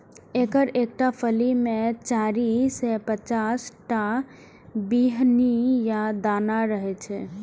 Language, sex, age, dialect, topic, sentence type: Maithili, female, 25-30, Eastern / Thethi, agriculture, statement